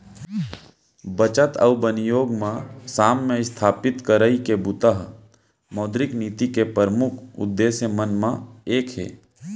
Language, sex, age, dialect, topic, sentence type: Chhattisgarhi, male, 18-24, Central, banking, statement